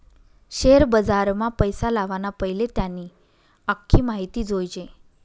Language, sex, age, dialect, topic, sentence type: Marathi, female, 31-35, Northern Konkan, banking, statement